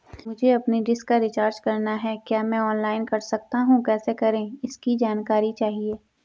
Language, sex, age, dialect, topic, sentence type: Hindi, female, 18-24, Garhwali, banking, question